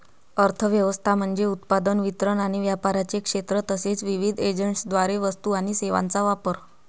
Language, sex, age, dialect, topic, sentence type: Marathi, female, 25-30, Varhadi, banking, statement